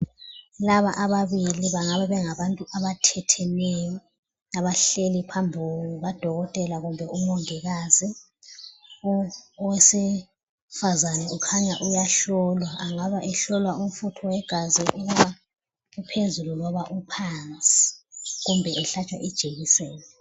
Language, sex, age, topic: North Ndebele, female, 36-49, health